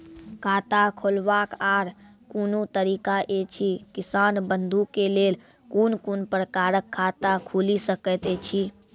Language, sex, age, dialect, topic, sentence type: Maithili, female, 31-35, Angika, banking, question